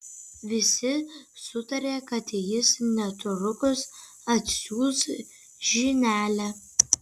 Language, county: Lithuanian, Kaunas